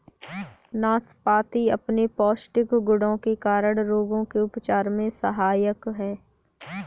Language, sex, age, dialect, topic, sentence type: Hindi, female, 18-24, Kanauji Braj Bhasha, agriculture, statement